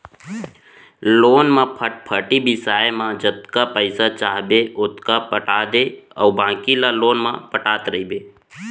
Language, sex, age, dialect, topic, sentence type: Chhattisgarhi, male, 31-35, Central, banking, statement